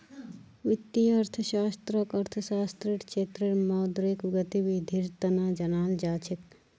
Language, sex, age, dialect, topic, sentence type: Magahi, female, 46-50, Northeastern/Surjapuri, banking, statement